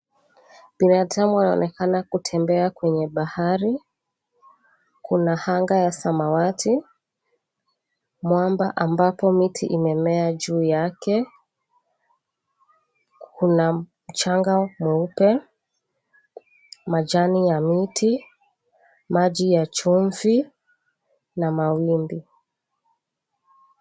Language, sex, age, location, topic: Swahili, female, 25-35, Mombasa, government